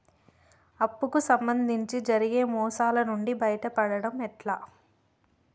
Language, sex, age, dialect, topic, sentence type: Telugu, female, 25-30, Telangana, banking, question